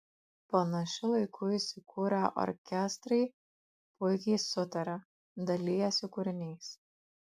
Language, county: Lithuanian, Kaunas